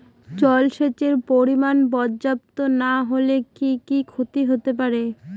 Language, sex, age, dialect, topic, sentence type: Bengali, female, 18-24, Northern/Varendri, agriculture, question